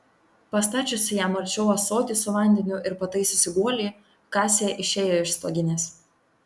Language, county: Lithuanian, Tauragė